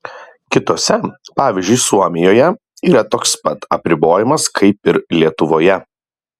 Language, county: Lithuanian, Kaunas